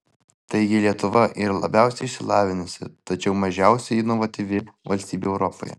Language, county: Lithuanian, Vilnius